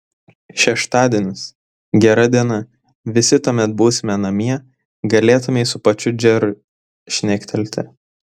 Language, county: Lithuanian, Vilnius